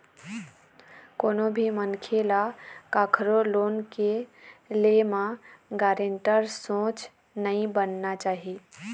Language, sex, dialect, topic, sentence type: Chhattisgarhi, female, Eastern, banking, statement